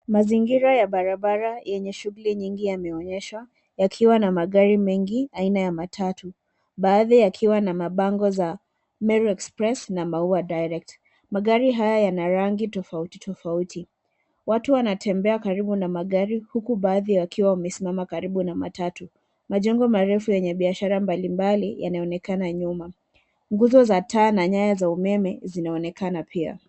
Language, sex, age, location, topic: Swahili, female, 25-35, Nairobi, government